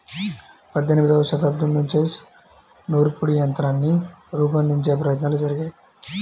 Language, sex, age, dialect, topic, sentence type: Telugu, male, 25-30, Central/Coastal, agriculture, statement